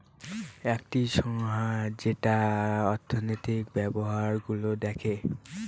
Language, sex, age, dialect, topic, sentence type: Bengali, male, <18, Northern/Varendri, banking, statement